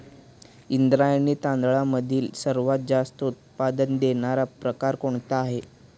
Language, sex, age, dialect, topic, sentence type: Marathi, male, 18-24, Standard Marathi, agriculture, question